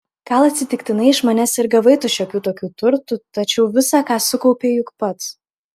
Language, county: Lithuanian, Klaipėda